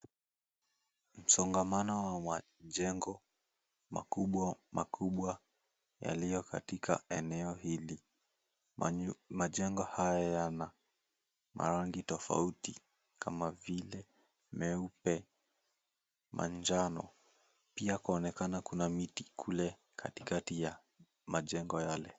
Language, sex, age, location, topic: Swahili, male, 18-24, Mombasa, government